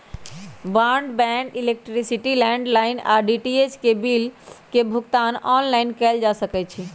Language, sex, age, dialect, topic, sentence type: Magahi, female, 25-30, Western, banking, statement